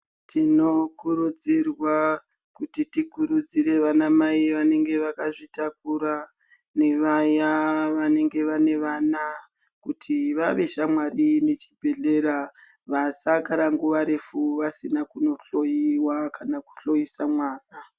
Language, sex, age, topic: Ndau, female, 36-49, health